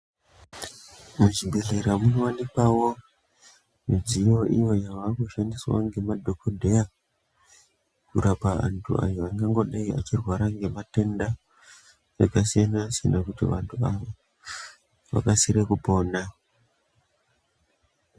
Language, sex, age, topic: Ndau, female, 50+, health